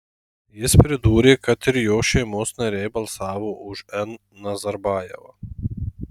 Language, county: Lithuanian, Marijampolė